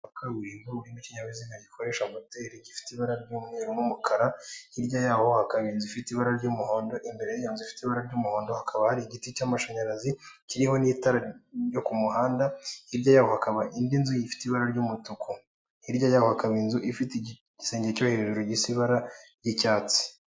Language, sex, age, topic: Kinyarwanda, male, 18-24, government